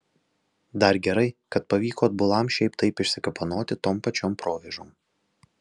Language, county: Lithuanian, Alytus